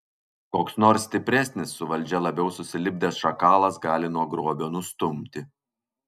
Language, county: Lithuanian, Kaunas